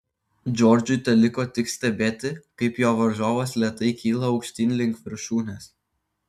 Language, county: Lithuanian, Kaunas